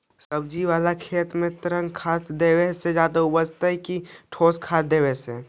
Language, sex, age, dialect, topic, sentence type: Magahi, male, 25-30, Central/Standard, agriculture, question